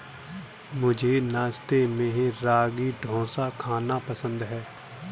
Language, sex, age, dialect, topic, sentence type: Hindi, male, 31-35, Kanauji Braj Bhasha, agriculture, statement